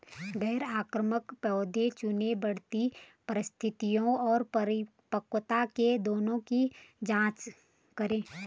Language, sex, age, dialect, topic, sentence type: Hindi, female, 31-35, Garhwali, agriculture, statement